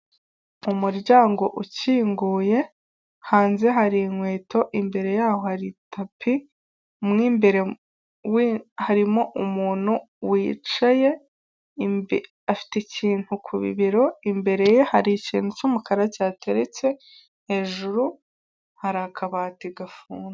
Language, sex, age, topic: Kinyarwanda, female, 18-24, finance